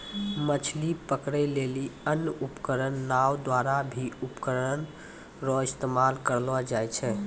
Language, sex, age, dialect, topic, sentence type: Maithili, male, 18-24, Angika, agriculture, statement